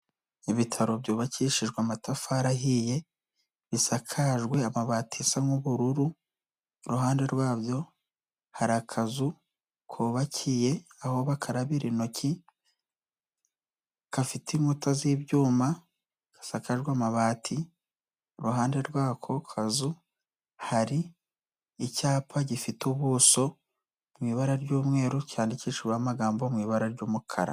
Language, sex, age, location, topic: Kinyarwanda, male, 18-24, Nyagatare, health